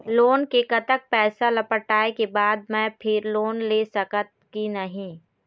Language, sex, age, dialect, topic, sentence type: Chhattisgarhi, female, 18-24, Eastern, banking, question